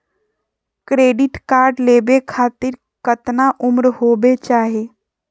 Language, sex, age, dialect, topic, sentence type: Magahi, female, 51-55, Southern, banking, question